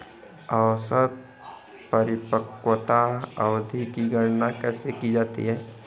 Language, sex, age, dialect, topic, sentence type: Hindi, male, 25-30, Hindustani Malvi Khadi Boli, banking, question